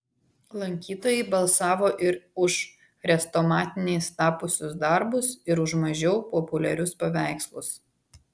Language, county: Lithuanian, Vilnius